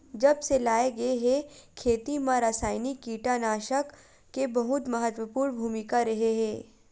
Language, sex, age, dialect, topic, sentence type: Chhattisgarhi, female, 18-24, Western/Budati/Khatahi, agriculture, statement